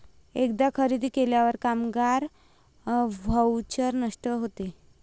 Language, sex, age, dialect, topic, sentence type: Marathi, female, 25-30, Varhadi, banking, statement